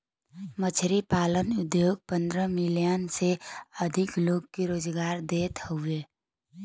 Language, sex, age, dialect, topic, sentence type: Bhojpuri, female, 18-24, Western, agriculture, statement